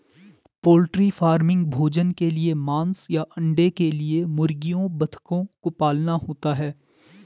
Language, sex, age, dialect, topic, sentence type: Hindi, male, 18-24, Garhwali, agriculture, statement